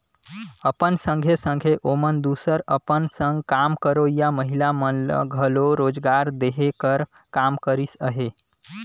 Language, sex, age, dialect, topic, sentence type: Chhattisgarhi, male, 25-30, Northern/Bhandar, banking, statement